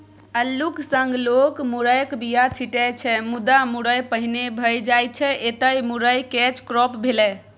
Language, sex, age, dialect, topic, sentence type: Maithili, female, 25-30, Bajjika, agriculture, statement